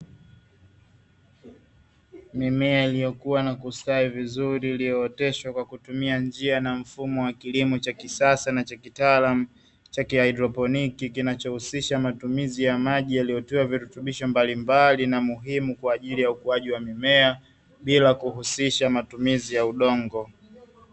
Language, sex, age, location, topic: Swahili, male, 25-35, Dar es Salaam, agriculture